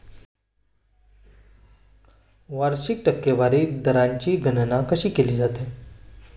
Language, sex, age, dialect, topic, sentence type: Marathi, male, 25-30, Standard Marathi, banking, statement